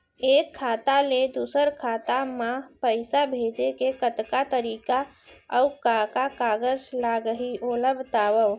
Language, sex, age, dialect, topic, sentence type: Chhattisgarhi, female, 60-100, Central, banking, question